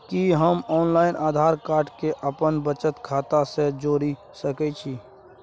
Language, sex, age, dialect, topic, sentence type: Maithili, male, 56-60, Bajjika, banking, question